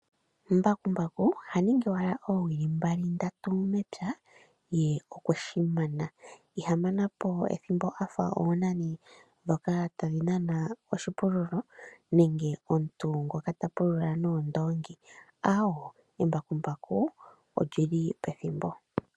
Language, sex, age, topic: Oshiwambo, male, 25-35, agriculture